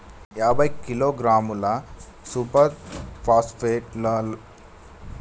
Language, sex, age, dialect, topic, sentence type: Telugu, male, 25-30, Telangana, agriculture, question